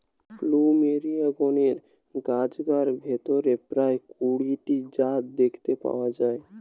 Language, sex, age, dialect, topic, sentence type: Bengali, male, <18, Western, agriculture, statement